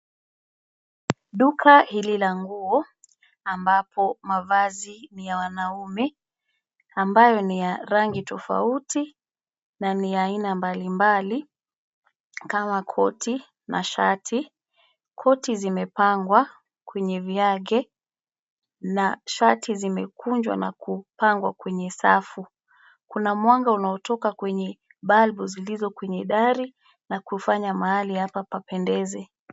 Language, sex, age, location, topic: Swahili, female, 25-35, Nairobi, finance